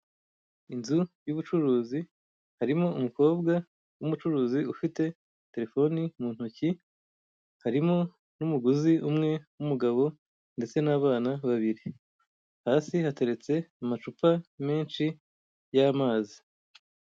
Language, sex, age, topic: Kinyarwanda, female, 25-35, finance